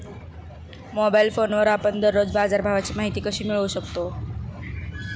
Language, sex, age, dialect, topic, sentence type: Marathi, female, 18-24, Standard Marathi, agriculture, question